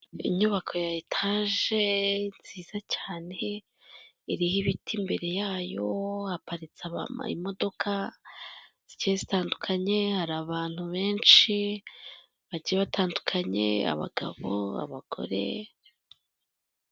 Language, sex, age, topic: Kinyarwanda, female, 25-35, government